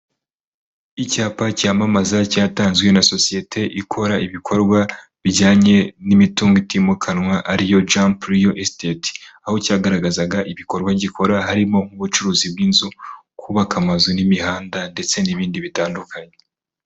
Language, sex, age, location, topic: Kinyarwanda, male, 25-35, Kigali, finance